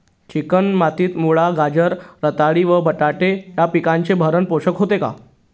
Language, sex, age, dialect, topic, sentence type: Marathi, male, 36-40, Northern Konkan, agriculture, question